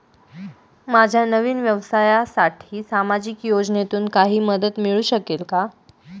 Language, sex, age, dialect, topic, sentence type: Marathi, female, 18-24, Standard Marathi, banking, question